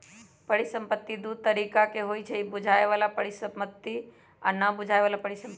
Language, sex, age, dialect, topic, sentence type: Magahi, female, 25-30, Western, banking, statement